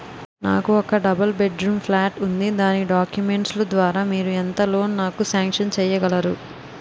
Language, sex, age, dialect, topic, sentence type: Telugu, female, 18-24, Utterandhra, banking, question